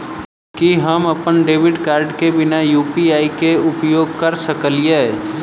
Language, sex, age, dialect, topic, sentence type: Maithili, male, 31-35, Southern/Standard, banking, question